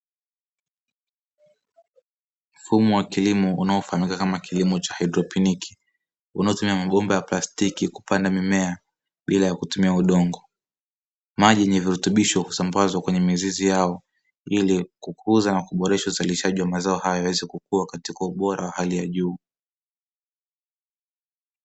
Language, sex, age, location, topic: Swahili, male, 18-24, Dar es Salaam, agriculture